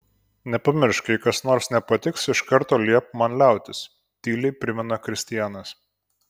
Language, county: Lithuanian, Kaunas